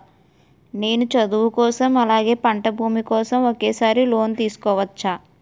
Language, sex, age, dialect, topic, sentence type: Telugu, female, 18-24, Utterandhra, banking, question